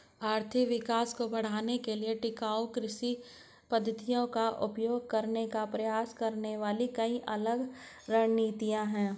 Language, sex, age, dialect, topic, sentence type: Hindi, female, 56-60, Hindustani Malvi Khadi Boli, agriculture, statement